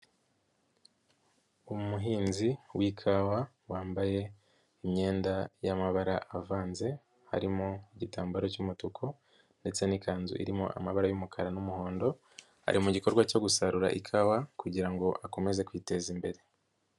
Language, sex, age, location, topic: Kinyarwanda, female, 50+, Nyagatare, agriculture